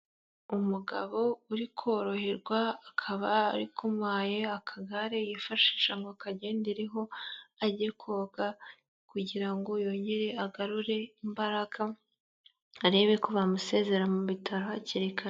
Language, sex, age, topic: Kinyarwanda, female, 25-35, health